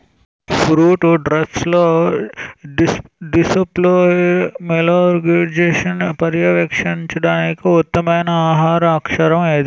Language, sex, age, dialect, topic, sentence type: Telugu, male, 18-24, Utterandhra, agriculture, question